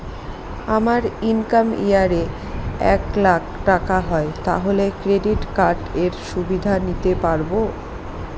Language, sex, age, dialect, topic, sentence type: Bengali, female, 25-30, Northern/Varendri, banking, question